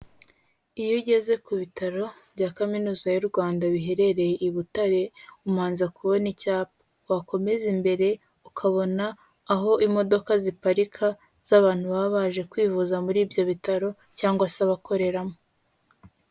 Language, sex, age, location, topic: Kinyarwanda, female, 18-24, Kigali, health